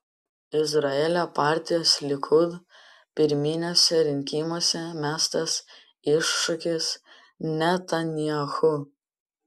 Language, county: Lithuanian, Panevėžys